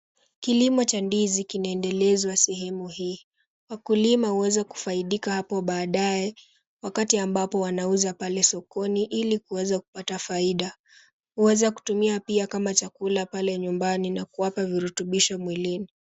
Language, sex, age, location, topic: Swahili, female, 18-24, Kisumu, agriculture